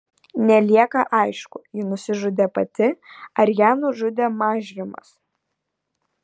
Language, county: Lithuanian, Vilnius